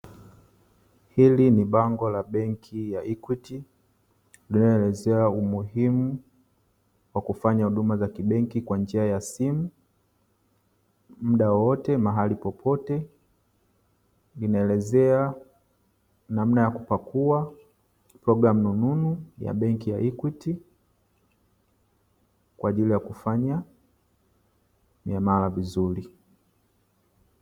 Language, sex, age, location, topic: Swahili, male, 25-35, Dar es Salaam, finance